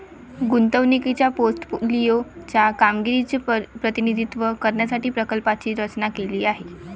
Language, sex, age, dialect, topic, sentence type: Marathi, female, 18-24, Varhadi, banking, statement